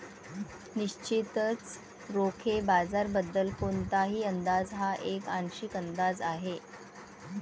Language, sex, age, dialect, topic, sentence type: Marathi, female, 36-40, Varhadi, banking, statement